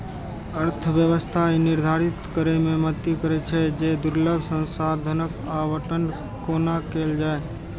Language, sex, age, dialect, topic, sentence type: Maithili, male, 18-24, Eastern / Thethi, banking, statement